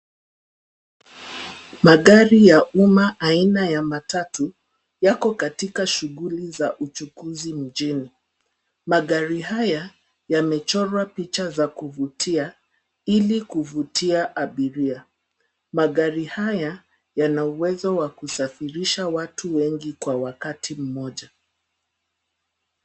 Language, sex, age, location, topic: Swahili, female, 50+, Nairobi, government